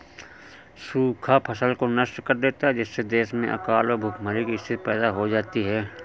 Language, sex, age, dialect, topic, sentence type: Hindi, male, 25-30, Awadhi Bundeli, agriculture, statement